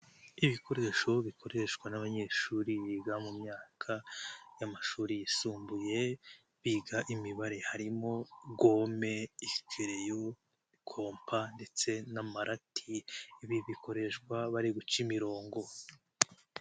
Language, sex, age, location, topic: Kinyarwanda, male, 18-24, Nyagatare, education